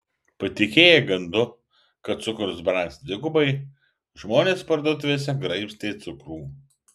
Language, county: Lithuanian, Vilnius